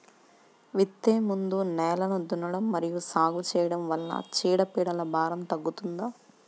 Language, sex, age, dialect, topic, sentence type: Telugu, female, 31-35, Central/Coastal, agriculture, question